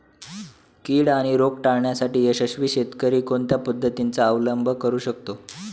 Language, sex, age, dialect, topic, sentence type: Marathi, male, 18-24, Standard Marathi, agriculture, question